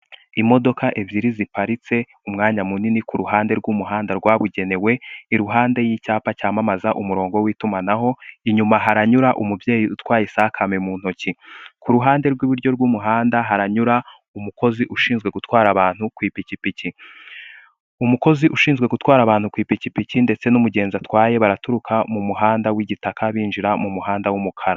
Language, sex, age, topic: Kinyarwanda, male, 18-24, government